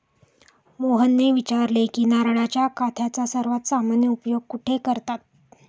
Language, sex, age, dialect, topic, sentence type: Marathi, female, 36-40, Standard Marathi, agriculture, statement